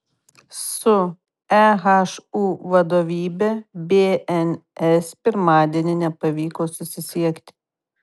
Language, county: Lithuanian, Kaunas